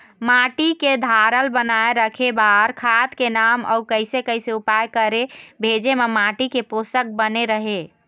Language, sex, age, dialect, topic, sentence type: Chhattisgarhi, female, 18-24, Eastern, agriculture, question